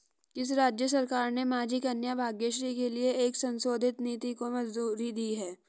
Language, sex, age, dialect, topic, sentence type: Hindi, female, 46-50, Hindustani Malvi Khadi Boli, banking, question